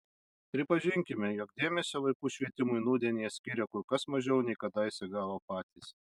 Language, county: Lithuanian, Alytus